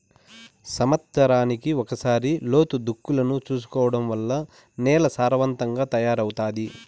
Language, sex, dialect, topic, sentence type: Telugu, male, Southern, agriculture, statement